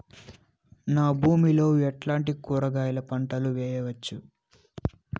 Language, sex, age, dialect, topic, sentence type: Telugu, male, 18-24, Southern, agriculture, question